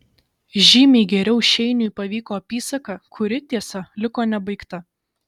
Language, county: Lithuanian, Šiauliai